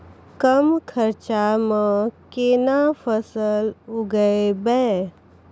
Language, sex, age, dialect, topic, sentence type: Maithili, female, 41-45, Angika, agriculture, question